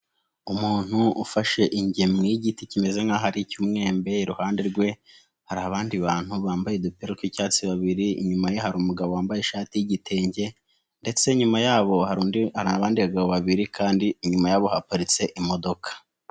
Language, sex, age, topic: Kinyarwanda, male, 18-24, agriculture